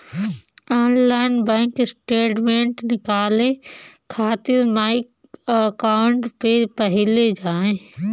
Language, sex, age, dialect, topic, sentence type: Bhojpuri, female, 18-24, Northern, banking, statement